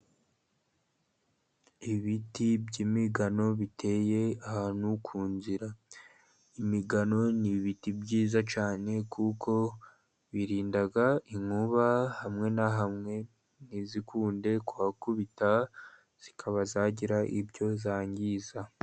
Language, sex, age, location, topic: Kinyarwanda, male, 50+, Musanze, agriculture